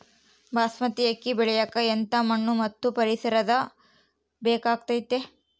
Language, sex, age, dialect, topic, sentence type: Kannada, female, 18-24, Central, agriculture, question